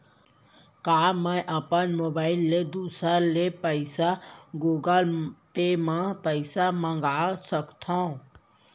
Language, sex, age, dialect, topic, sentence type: Chhattisgarhi, female, 31-35, Central, banking, question